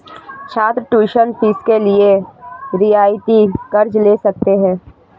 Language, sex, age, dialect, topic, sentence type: Hindi, female, 25-30, Marwari Dhudhari, banking, statement